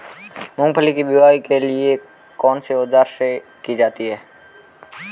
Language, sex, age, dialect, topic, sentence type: Hindi, male, 18-24, Marwari Dhudhari, agriculture, question